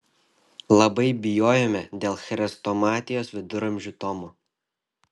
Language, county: Lithuanian, Šiauliai